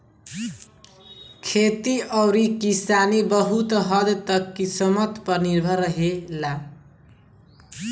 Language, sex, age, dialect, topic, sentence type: Bhojpuri, male, <18, Southern / Standard, agriculture, statement